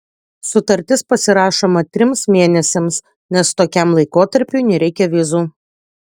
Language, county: Lithuanian, Utena